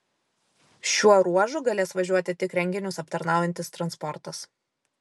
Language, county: Lithuanian, Vilnius